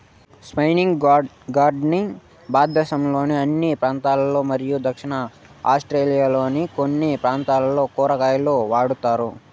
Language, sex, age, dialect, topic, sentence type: Telugu, male, 18-24, Southern, agriculture, statement